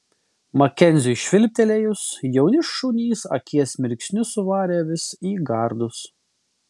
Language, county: Lithuanian, Vilnius